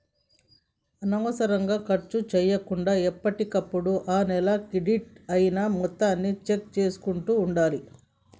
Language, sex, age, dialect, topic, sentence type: Telugu, female, 46-50, Telangana, banking, statement